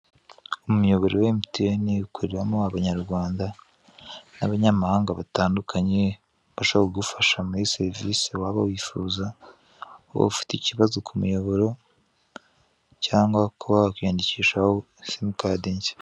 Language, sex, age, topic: Kinyarwanda, male, 18-24, finance